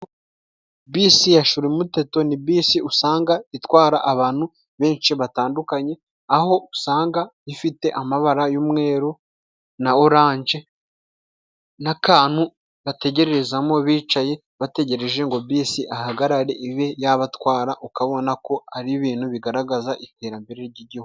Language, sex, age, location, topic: Kinyarwanda, male, 25-35, Musanze, government